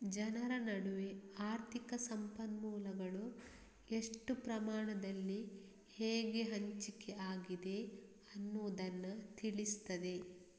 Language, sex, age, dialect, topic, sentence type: Kannada, female, 36-40, Coastal/Dakshin, banking, statement